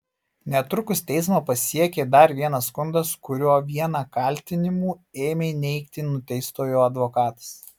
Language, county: Lithuanian, Marijampolė